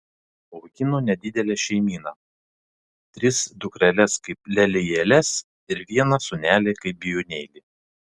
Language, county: Lithuanian, Panevėžys